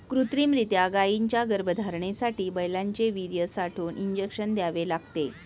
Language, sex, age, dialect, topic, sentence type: Marathi, female, 41-45, Standard Marathi, agriculture, statement